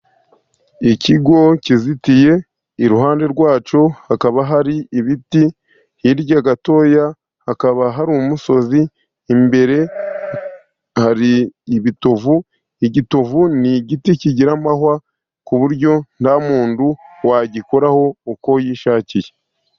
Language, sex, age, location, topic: Kinyarwanda, male, 50+, Musanze, government